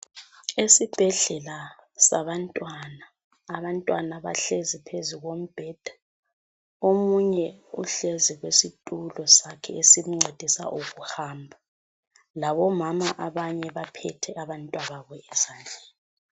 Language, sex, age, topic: North Ndebele, female, 25-35, health